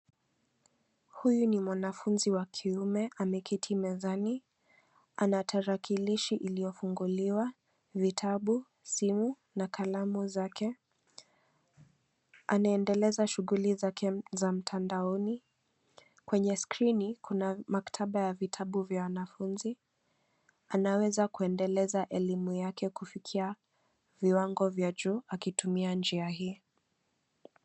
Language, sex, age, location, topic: Swahili, female, 18-24, Nairobi, education